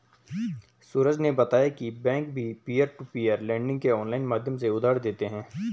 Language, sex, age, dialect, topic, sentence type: Hindi, male, 18-24, Garhwali, banking, statement